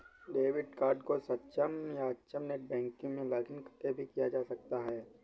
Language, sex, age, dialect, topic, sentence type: Hindi, male, 31-35, Awadhi Bundeli, banking, statement